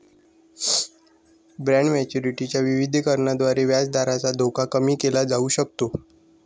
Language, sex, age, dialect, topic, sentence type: Marathi, male, 18-24, Varhadi, banking, statement